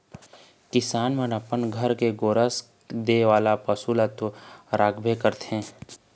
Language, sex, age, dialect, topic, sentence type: Chhattisgarhi, male, 25-30, Eastern, agriculture, statement